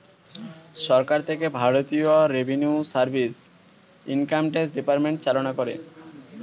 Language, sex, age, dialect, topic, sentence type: Bengali, male, 18-24, Standard Colloquial, banking, statement